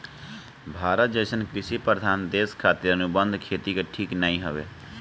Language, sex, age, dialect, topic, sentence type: Bhojpuri, male, 18-24, Northern, agriculture, statement